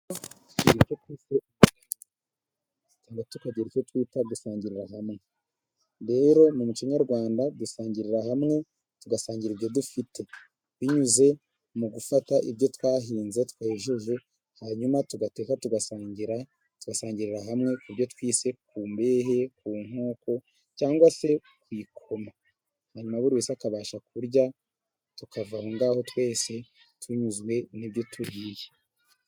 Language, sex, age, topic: Kinyarwanda, male, 18-24, government